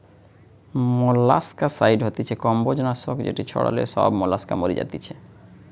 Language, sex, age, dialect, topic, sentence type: Bengali, male, 25-30, Western, agriculture, statement